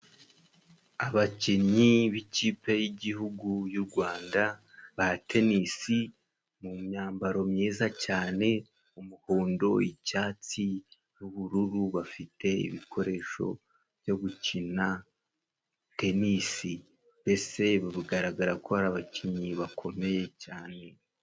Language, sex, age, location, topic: Kinyarwanda, male, 18-24, Musanze, government